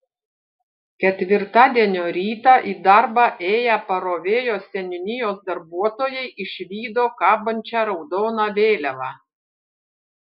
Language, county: Lithuanian, Panevėžys